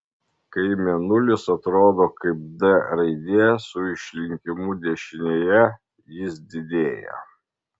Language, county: Lithuanian, Marijampolė